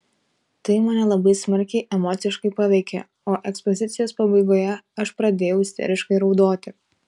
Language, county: Lithuanian, Telšiai